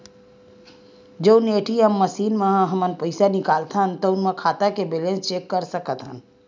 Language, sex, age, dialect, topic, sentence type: Chhattisgarhi, female, 18-24, Western/Budati/Khatahi, banking, statement